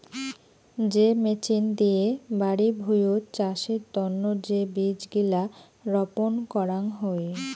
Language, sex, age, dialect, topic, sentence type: Bengali, female, 25-30, Rajbangshi, agriculture, statement